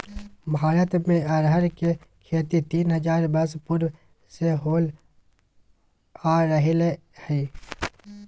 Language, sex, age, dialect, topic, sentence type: Magahi, male, 18-24, Southern, agriculture, statement